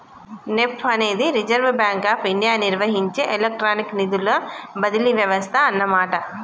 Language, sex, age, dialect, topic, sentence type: Telugu, female, 36-40, Telangana, banking, statement